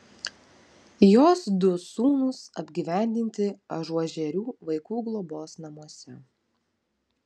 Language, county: Lithuanian, Vilnius